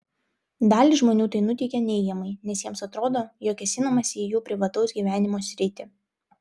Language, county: Lithuanian, Vilnius